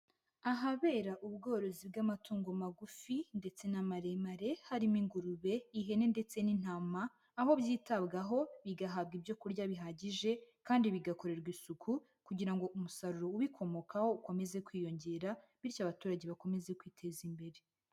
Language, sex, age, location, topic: Kinyarwanda, male, 18-24, Huye, agriculture